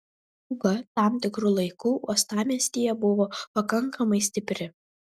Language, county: Lithuanian, Telšiai